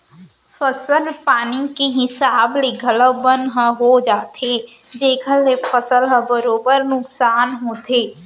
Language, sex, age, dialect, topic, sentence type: Chhattisgarhi, female, 18-24, Central, agriculture, statement